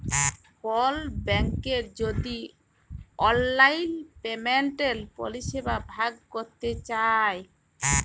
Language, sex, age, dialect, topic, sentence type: Bengali, female, 18-24, Jharkhandi, banking, statement